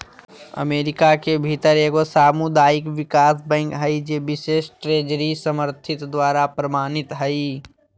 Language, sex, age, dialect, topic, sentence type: Magahi, male, 18-24, Southern, banking, statement